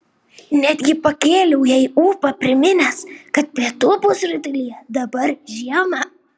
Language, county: Lithuanian, Šiauliai